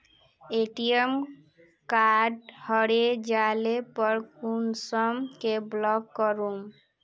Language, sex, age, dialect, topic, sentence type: Magahi, female, 18-24, Northeastern/Surjapuri, banking, question